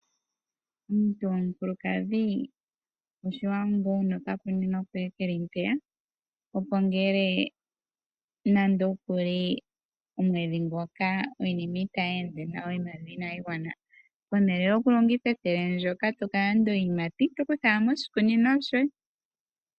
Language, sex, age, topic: Oshiwambo, female, 18-24, agriculture